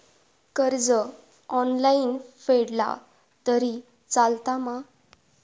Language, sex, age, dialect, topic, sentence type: Marathi, female, 41-45, Southern Konkan, banking, question